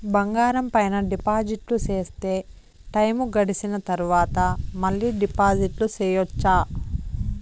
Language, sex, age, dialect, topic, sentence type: Telugu, female, 25-30, Southern, banking, question